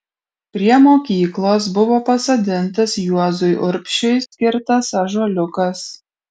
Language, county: Lithuanian, Kaunas